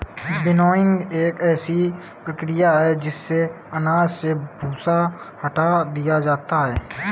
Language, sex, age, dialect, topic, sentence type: Hindi, male, 25-30, Marwari Dhudhari, agriculture, statement